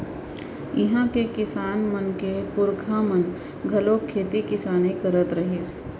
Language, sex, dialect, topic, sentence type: Chhattisgarhi, female, Central, agriculture, statement